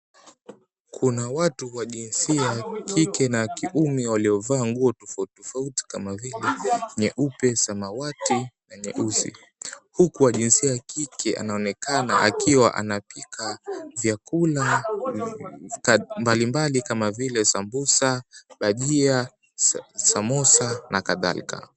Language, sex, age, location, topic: Swahili, male, 18-24, Mombasa, government